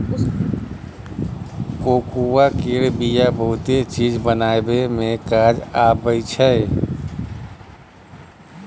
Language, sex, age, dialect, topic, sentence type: Maithili, male, 36-40, Bajjika, agriculture, statement